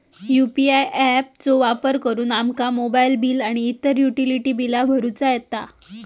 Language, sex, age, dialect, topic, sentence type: Marathi, female, 18-24, Southern Konkan, banking, statement